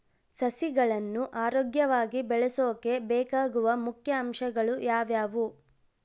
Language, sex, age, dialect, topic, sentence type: Kannada, female, 18-24, Central, agriculture, question